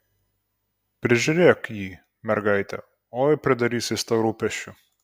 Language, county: Lithuanian, Kaunas